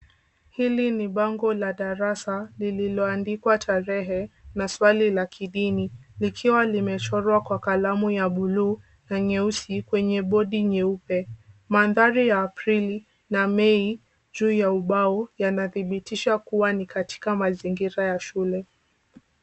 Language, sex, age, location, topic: Swahili, female, 18-24, Kisumu, education